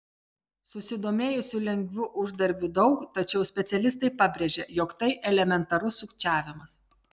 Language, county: Lithuanian, Telšiai